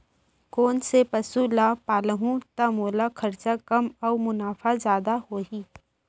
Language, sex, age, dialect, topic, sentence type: Chhattisgarhi, female, 25-30, Central, agriculture, question